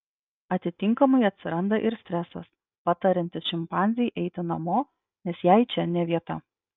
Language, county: Lithuanian, Klaipėda